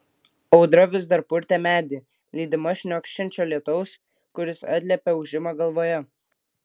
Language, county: Lithuanian, Klaipėda